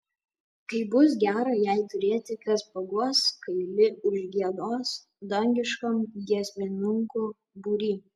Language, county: Lithuanian, Panevėžys